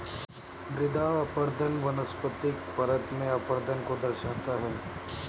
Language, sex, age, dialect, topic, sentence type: Hindi, male, 31-35, Awadhi Bundeli, agriculture, statement